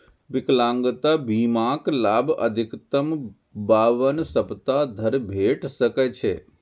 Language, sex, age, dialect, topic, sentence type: Maithili, male, 31-35, Eastern / Thethi, banking, statement